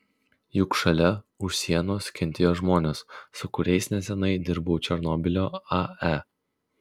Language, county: Lithuanian, Klaipėda